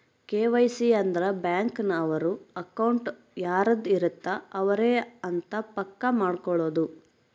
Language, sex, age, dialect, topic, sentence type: Kannada, female, 60-100, Central, banking, statement